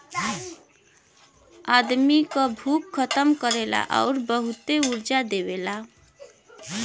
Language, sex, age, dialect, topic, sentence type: Bhojpuri, female, 25-30, Western, agriculture, statement